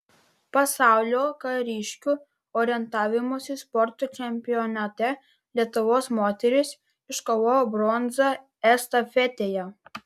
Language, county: Lithuanian, Vilnius